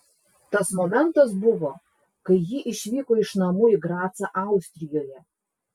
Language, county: Lithuanian, Klaipėda